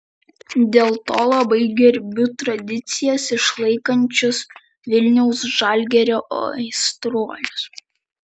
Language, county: Lithuanian, Vilnius